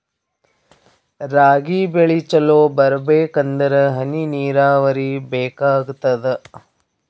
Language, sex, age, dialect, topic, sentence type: Kannada, female, 41-45, Northeastern, agriculture, question